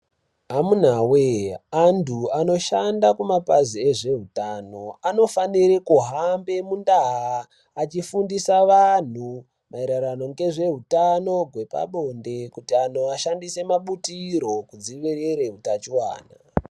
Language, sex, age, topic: Ndau, male, 18-24, health